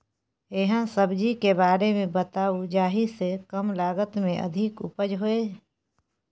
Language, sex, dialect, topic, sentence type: Maithili, female, Bajjika, agriculture, question